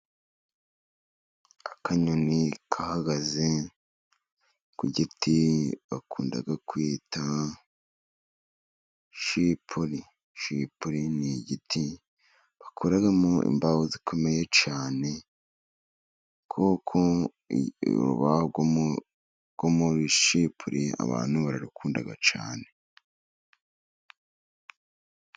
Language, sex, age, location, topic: Kinyarwanda, male, 50+, Musanze, agriculture